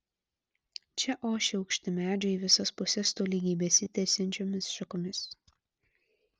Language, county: Lithuanian, Klaipėda